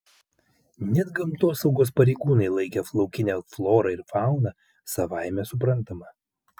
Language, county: Lithuanian, Vilnius